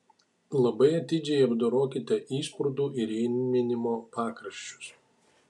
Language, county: Lithuanian, Kaunas